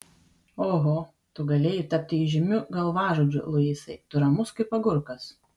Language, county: Lithuanian, Vilnius